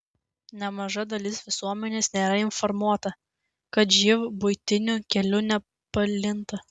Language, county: Lithuanian, Klaipėda